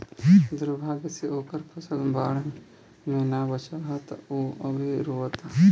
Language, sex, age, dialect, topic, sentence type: Bhojpuri, male, 18-24, Southern / Standard, agriculture, question